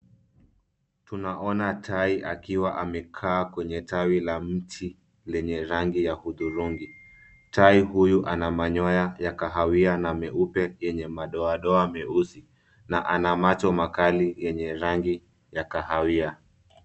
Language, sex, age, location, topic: Swahili, male, 25-35, Nairobi, agriculture